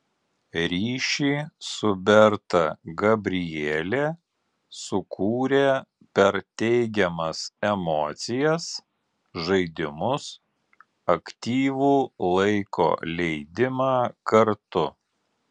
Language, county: Lithuanian, Alytus